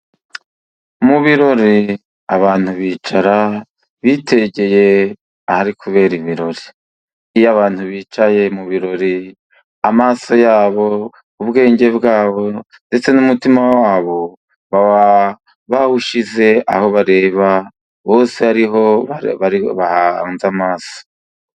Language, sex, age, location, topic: Kinyarwanda, male, 50+, Musanze, government